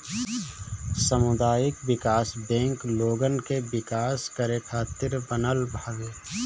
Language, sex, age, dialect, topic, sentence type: Bhojpuri, male, 25-30, Northern, banking, statement